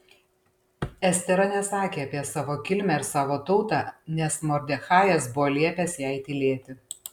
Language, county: Lithuanian, Panevėžys